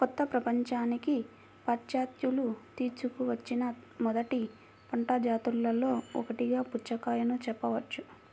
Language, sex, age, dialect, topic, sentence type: Telugu, female, 56-60, Central/Coastal, agriculture, statement